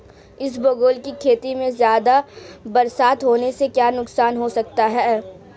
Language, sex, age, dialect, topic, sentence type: Hindi, female, 18-24, Marwari Dhudhari, agriculture, question